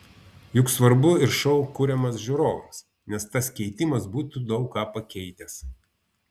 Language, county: Lithuanian, Vilnius